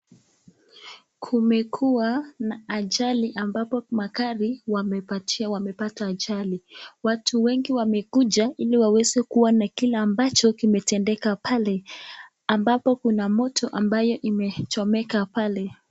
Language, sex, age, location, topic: Swahili, female, 18-24, Nakuru, education